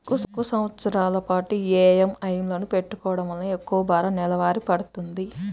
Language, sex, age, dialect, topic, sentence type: Telugu, female, 31-35, Central/Coastal, banking, statement